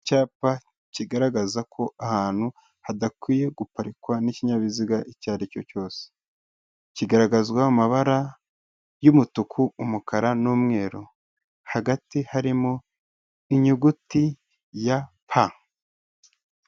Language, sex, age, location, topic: Kinyarwanda, male, 18-24, Kigali, government